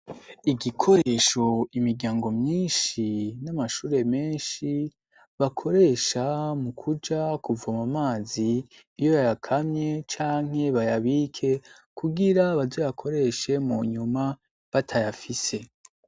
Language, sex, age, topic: Rundi, male, 18-24, education